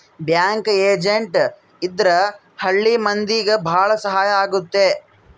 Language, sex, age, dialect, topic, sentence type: Kannada, male, 41-45, Central, banking, statement